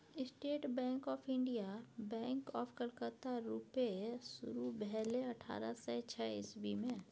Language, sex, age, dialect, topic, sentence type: Maithili, female, 51-55, Bajjika, banking, statement